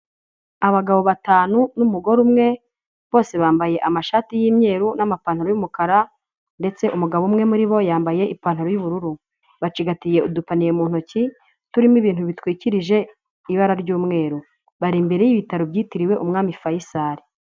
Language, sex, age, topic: Kinyarwanda, female, 25-35, health